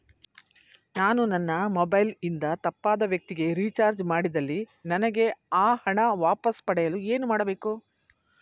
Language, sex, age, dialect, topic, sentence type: Kannada, female, 60-100, Mysore Kannada, banking, question